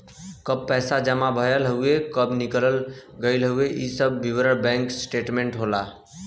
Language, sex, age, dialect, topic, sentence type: Bhojpuri, male, 18-24, Western, banking, statement